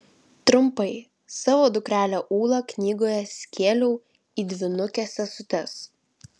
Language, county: Lithuanian, Vilnius